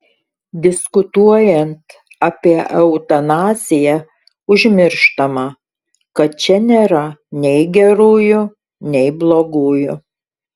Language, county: Lithuanian, Šiauliai